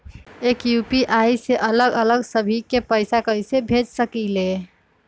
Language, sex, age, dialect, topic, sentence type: Magahi, female, 25-30, Western, banking, question